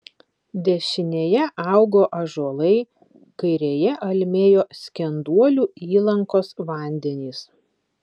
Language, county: Lithuanian, Vilnius